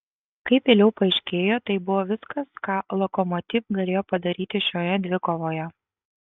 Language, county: Lithuanian, Kaunas